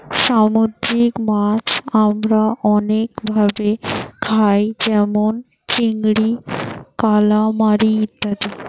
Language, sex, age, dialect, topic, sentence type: Bengali, female, 18-24, Western, agriculture, statement